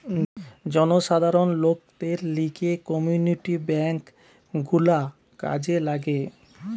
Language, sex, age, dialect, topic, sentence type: Bengali, male, 31-35, Western, banking, statement